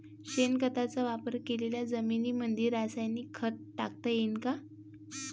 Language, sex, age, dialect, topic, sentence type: Marathi, female, 18-24, Varhadi, agriculture, question